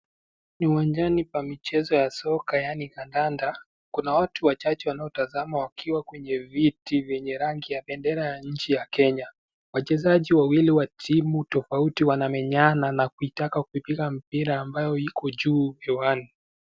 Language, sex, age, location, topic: Swahili, male, 18-24, Nakuru, government